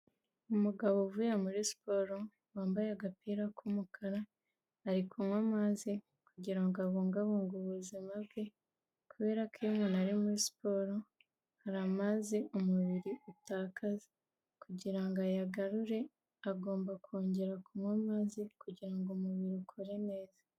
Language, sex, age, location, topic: Kinyarwanda, female, 25-35, Kigali, health